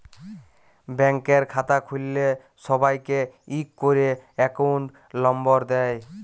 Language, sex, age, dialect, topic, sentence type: Bengali, male, 18-24, Jharkhandi, banking, statement